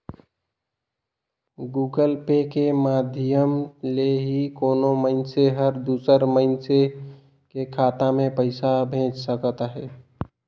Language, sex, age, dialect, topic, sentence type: Chhattisgarhi, male, 18-24, Northern/Bhandar, banking, statement